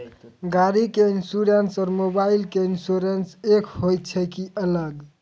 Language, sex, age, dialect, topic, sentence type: Maithili, male, 18-24, Angika, banking, question